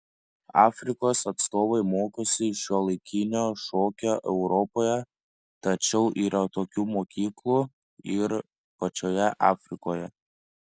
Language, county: Lithuanian, Panevėžys